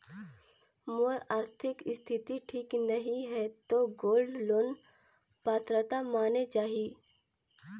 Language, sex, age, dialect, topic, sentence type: Chhattisgarhi, female, 18-24, Northern/Bhandar, banking, question